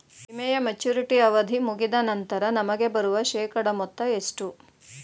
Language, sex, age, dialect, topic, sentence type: Kannada, female, 36-40, Mysore Kannada, banking, question